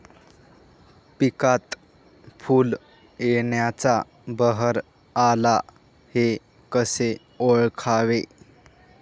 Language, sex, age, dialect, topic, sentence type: Marathi, male, 18-24, Northern Konkan, agriculture, statement